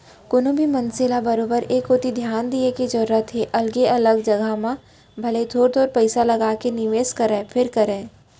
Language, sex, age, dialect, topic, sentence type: Chhattisgarhi, female, 41-45, Central, banking, statement